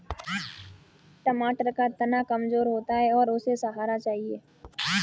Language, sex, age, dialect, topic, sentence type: Hindi, male, 36-40, Kanauji Braj Bhasha, agriculture, statement